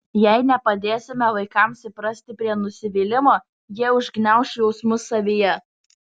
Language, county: Lithuanian, Vilnius